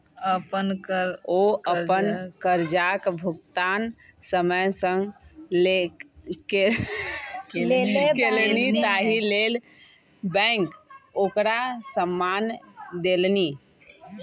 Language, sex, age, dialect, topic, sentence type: Maithili, female, 36-40, Bajjika, banking, statement